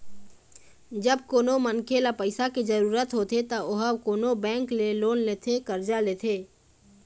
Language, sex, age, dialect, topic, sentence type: Chhattisgarhi, female, 18-24, Eastern, banking, statement